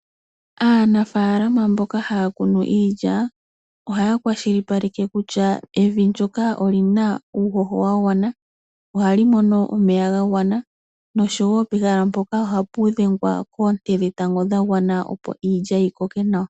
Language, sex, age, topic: Oshiwambo, female, 18-24, agriculture